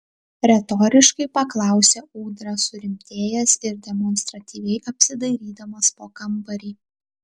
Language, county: Lithuanian, Tauragė